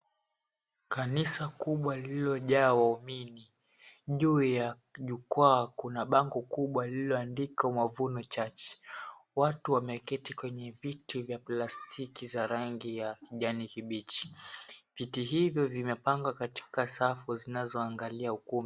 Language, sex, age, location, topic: Swahili, male, 18-24, Mombasa, government